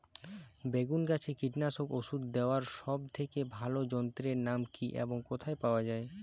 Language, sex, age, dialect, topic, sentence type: Bengali, male, 25-30, Western, agriculture, question